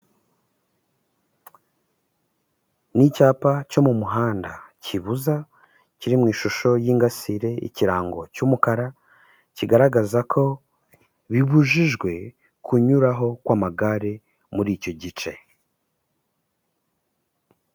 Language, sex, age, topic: Kinyarwanda, male, 25-35, government